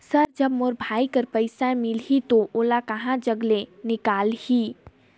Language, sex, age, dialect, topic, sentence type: Chhattisgarhi, female, 18-24, Northern/Bhandar, banking, question